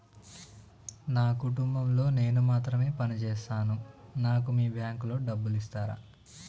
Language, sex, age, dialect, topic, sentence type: Telugu, male, 25-30, Telangana, banking, question